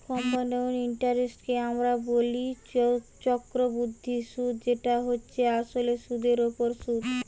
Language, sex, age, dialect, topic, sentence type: Bengali, female, 18-24, Western, banking, statement